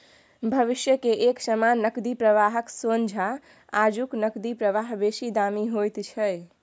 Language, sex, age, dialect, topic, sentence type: Maithili, female, 18-24, Bajjika, banking, statement